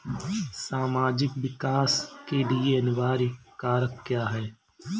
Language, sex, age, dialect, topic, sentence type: Hindi, male, 36-40, Marwari Dhudhari, banking, question